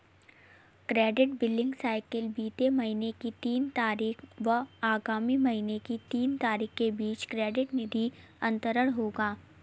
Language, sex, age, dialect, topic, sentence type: Hindi, female, 60-100, Kanauji Braj Bhasha, banking, statement